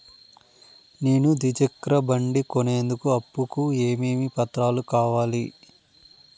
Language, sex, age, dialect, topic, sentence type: Telugu, male, 31-35, Southern, banking, question